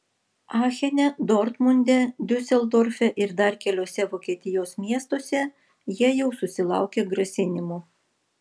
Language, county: Lithuanian, Vilnius